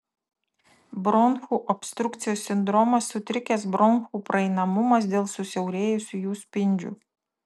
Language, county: Lithuanian, Tauragė